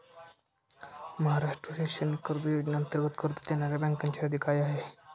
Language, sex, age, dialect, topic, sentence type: Marathi, male, 18-24, Standard Marathi, banking, question